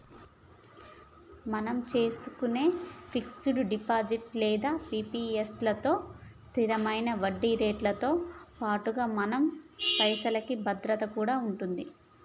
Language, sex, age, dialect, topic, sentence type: Telugu, female, 18-24, Telangana, banking, statement